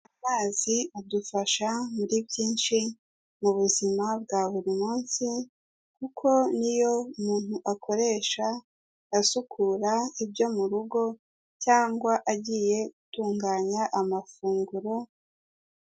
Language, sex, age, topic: Kinyarwanda, female, 50+, health